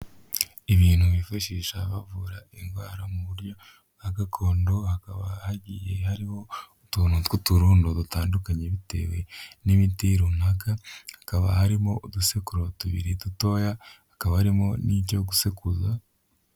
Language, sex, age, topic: Kinyarwanda, male, 25-35, health